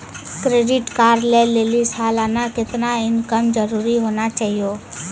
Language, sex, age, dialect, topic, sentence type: Maithili, female, 18-24, Angika, banking, question